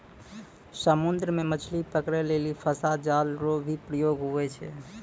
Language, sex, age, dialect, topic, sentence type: Maithili, male, 25-30, Angika, agriculture, statement